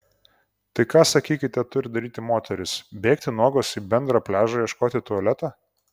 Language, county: Lithuanian, Kaunas